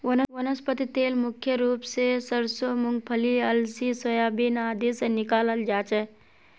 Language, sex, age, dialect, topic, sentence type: Magahi, male, 18-24, Northeastern/Surjapuri, agriculture, statement